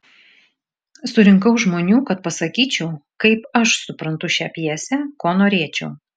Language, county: Lithuanian, Šiauliai